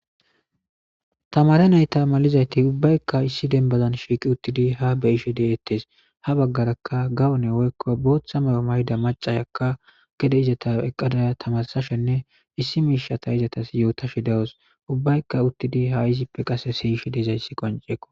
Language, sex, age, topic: Gamo, male, 25-35, government